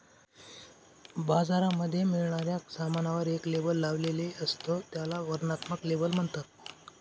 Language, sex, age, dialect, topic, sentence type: Marathi, male, 25-30, Northern Konkan, banking, statement